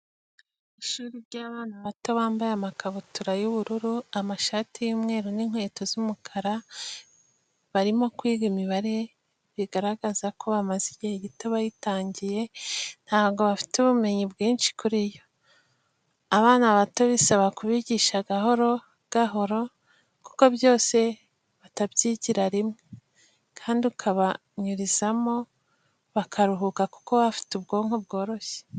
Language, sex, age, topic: Kinyarwanda, female, 25-35, education